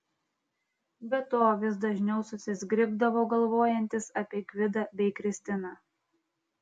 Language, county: Lithuanian, Klaipėda